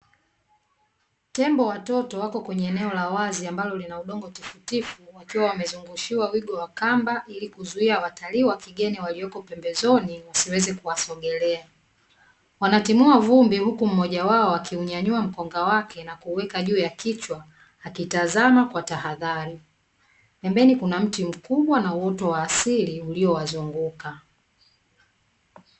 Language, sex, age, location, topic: Swahili, female, 25-35, Dar es Salaam, agriculture